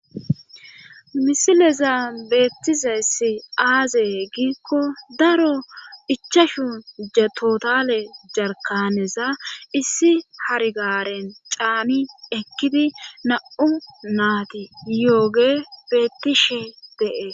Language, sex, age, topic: Gamo, female, 25-35, government